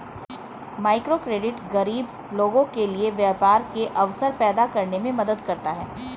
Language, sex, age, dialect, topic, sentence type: Hindi, female, 41-45, Hindustani Malvi Khadi Boli, banking, statement